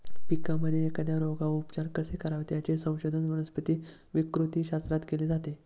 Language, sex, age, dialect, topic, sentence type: Marathi, male, 18-24, Standard Marathi, agriculture, statement